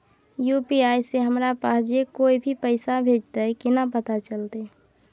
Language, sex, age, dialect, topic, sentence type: Maithili, female, 41-45, Bajjika, banking, question